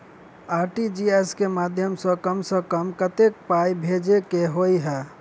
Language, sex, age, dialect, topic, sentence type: Maithili, male, 25-30, Southern/Standard, banking, question